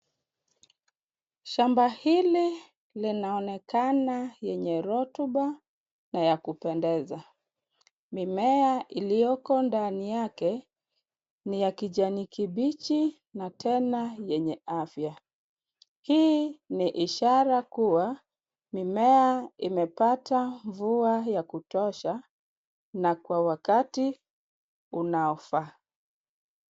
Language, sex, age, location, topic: Swahili, female, 25-35, Kisumu, agriculture